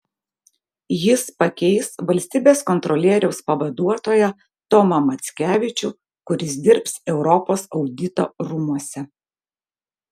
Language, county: Lithuanian, Vilnius